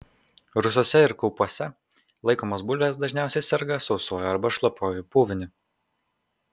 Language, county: Lithuanian, Kaunas